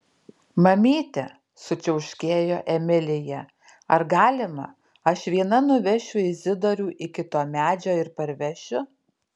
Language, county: Lithuanian, Alytus